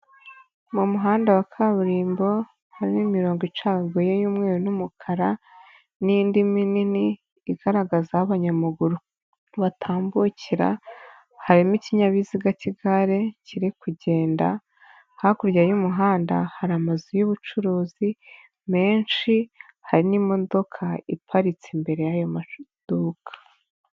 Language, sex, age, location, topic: Kinyarwanda, female, 25-35, Nyagatare, government